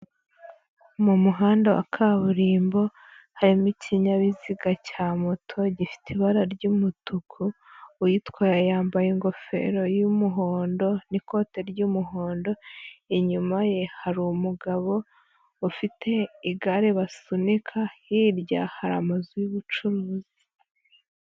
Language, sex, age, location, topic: Kinyarwanda, female, 18-24, Huye, government